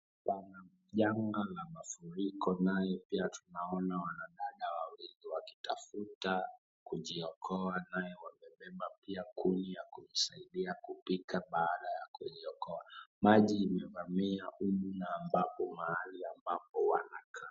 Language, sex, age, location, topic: Swahili, male, 25-35, Wajir, health